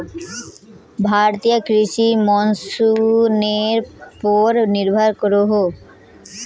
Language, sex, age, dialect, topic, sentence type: Magahi, female, 18-24, Northeastern/Surjapuri, agriculture, statement